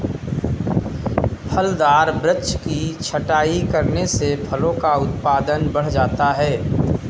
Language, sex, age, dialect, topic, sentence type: Hindi, male, 36-40, Kanauji Braj Bhasha, agriculture, statement